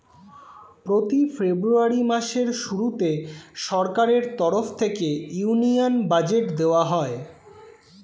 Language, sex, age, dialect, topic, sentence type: Bengali, male, 18-24, Standard Colloquial, banking, statement